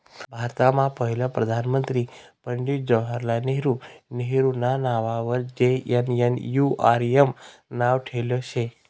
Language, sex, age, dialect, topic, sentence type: Marathi, male, 18-24, Northern Konkan, banking, statement